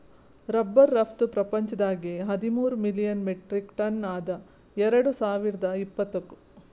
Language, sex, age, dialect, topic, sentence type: Kannada, female, 41-45, Northeastern, agriculture, statement